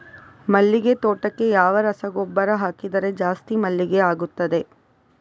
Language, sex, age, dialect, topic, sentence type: Kannada, female, 41-45, Coastal/Dakshin, agriculture, question